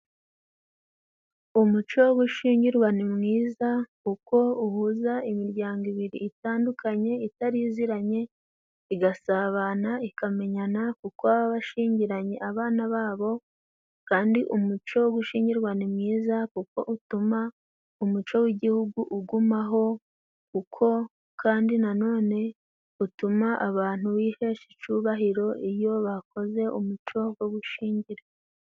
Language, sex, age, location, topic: Kinyarwanda, female, 18-24, Musanze, government